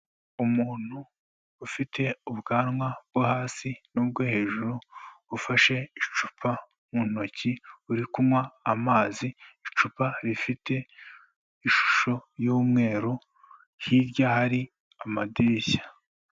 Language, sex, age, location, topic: Kinyarwanda, male, 18-24, Kigali, health